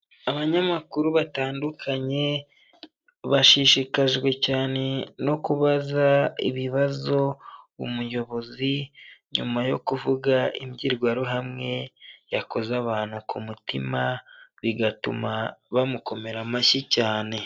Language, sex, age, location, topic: Kinyarwanda, male, 25-35, Huye, government